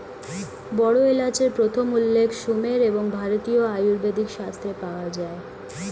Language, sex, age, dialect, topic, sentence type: Bengali, female, 18-24, Standard Colloquial, agriculture, statement